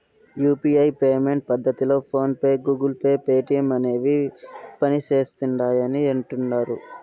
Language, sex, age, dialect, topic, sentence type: Telugu, male, 46-50, Southern, banking, statement